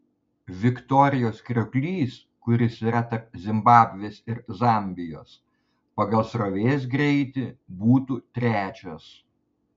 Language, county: Lithuanian, Panevėžys